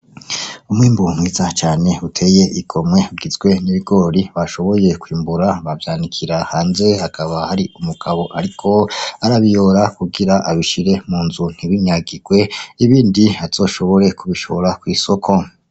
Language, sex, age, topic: Rundi, male, 36-49, agriculture